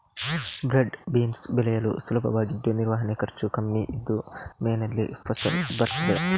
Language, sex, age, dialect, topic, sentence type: Kannada, male, 56-60, Coastal/Dakshin, agriculture, statement